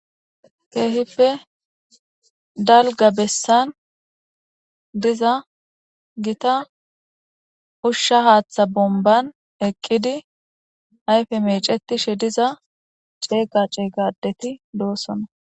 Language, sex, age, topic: Gamo, female, 18-24, government